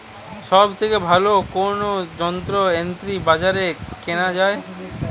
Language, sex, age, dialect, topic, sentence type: Bengali, male, 18-24, Jharkhandi, agriculture, question